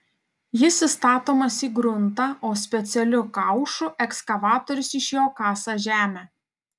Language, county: Lithuanian, Panevėžys